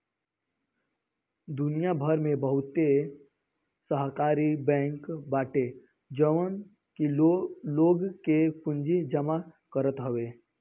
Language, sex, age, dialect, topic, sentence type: Bhojpuri, male, <18, Northern, banking, statement